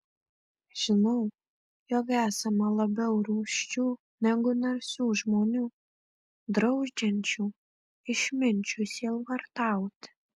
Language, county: Lithuanian, Marijampolė